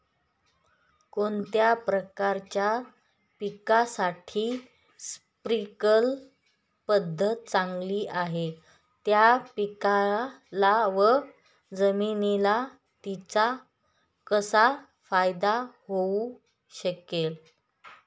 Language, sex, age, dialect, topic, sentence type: Marathi, female, 31-35, Northern Konkan, agriculture, question